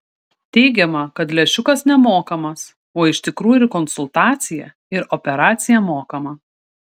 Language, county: Lithuanian, Šiauliai